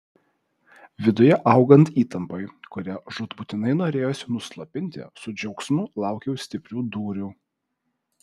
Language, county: Lithuanian, Vilnius